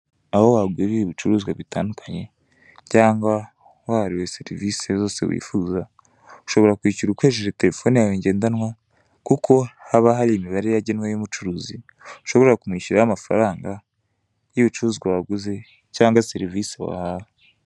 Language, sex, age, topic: Kinyarwanda, male, 18-24, finance